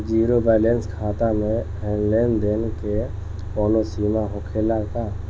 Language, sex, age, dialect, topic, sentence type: Bhojpuri, male, 18-24, Southern / Standard, banking, question